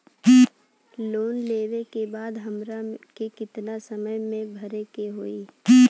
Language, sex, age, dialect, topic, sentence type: Bhojpuri, female, 18-24, Western, banking, question